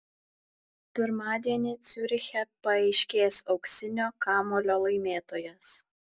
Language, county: Lithuanian, Vilnius